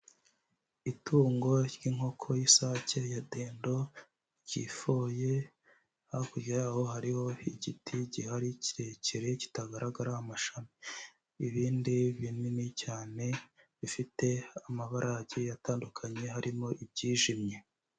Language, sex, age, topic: Kinyarwanda, male, 18-24, agriculture